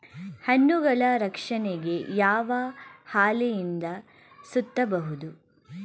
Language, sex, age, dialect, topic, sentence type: Kannada, female, 18-24, Mysore Kannada, agriculture, question